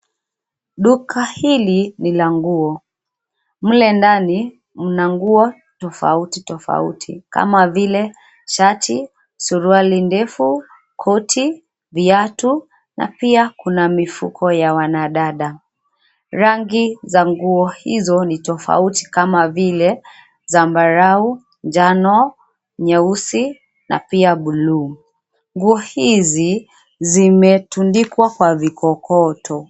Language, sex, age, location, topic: Swahili, female, 25-35, Nairobi, finance